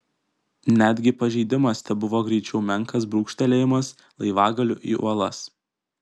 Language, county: Lithuanian, Kaunas